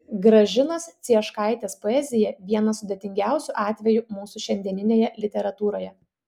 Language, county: Lithuanian, Klaipėda